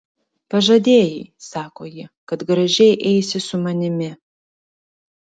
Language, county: Lithuanian, Klaipėda